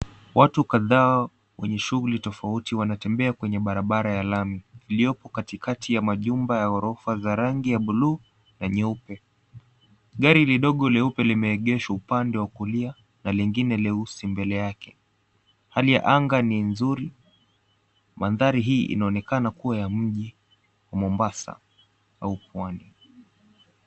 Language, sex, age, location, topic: Swahili, male, 18-24, Mombasa, government